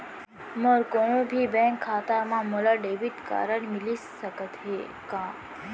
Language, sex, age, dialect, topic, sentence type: Chhattisgarhi, female, 18-24, Central, banking, question